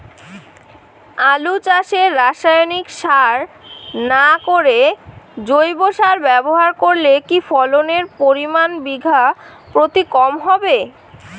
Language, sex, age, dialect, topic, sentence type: Bengali, female, 18-24, Rajbangshi, agriculture, question